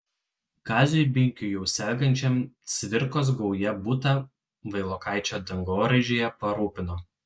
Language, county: Lithuanian, Telšiai